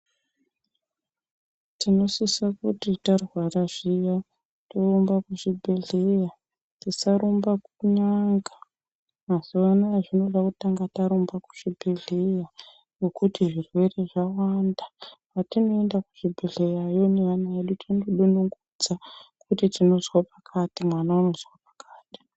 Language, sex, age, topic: Ndau, male, 50+, health